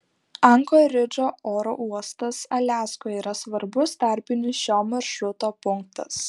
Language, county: Lithuanian, Klaipėda